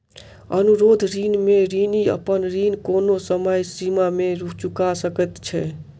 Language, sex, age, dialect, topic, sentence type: Maithili, male, 18-24, Southern/Standard, banking, statement